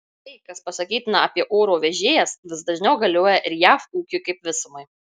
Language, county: Lithuanian, Marijampolė